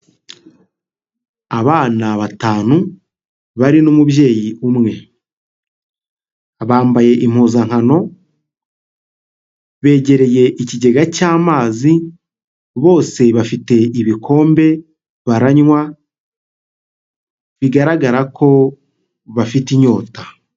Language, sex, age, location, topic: Kinyarwanda, male, 25-35, Huye, health